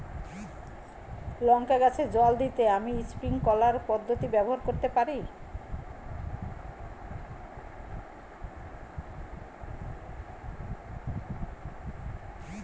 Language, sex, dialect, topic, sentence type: Bengali, female, Standard Colloquial, agriculture, question